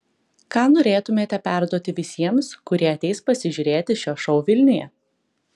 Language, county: Lithuanian, Klaipėda